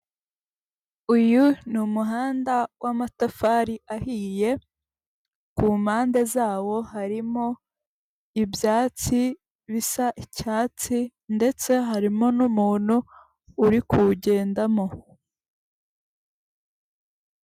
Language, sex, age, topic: Kinyarwanda, female, 18-24, government